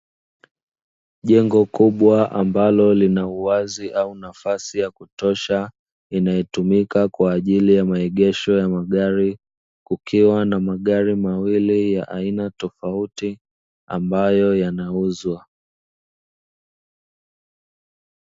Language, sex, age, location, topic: Swahili, male, 25-35, Dar es Salaam, finance